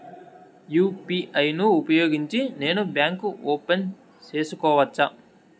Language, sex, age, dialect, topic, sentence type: Telugu, male, 18-24, Southern, banking, question